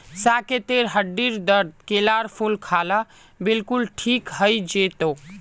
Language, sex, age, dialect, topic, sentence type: Magahi, male, 18-24, Northeastern/Surjapuri, agriculture, statement